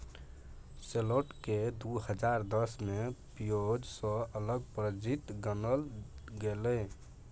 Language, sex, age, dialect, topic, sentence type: Maithili, male, 18-24, Bajjika, agriculture, statement